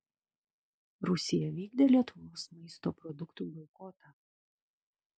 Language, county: Lithuanian, Kaunas